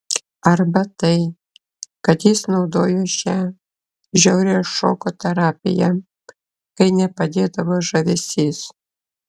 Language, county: Lithuanian, Klaipėda